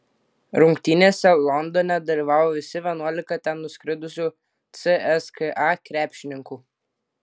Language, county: Lithuanian, Klaipėda